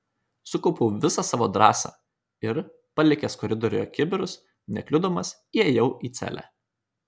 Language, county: Lithuanian, Kaunas